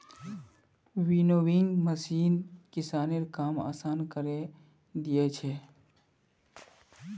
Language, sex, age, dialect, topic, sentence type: Magahi, male, 25-30, Northeastern/Surjapuri, agriculture, statement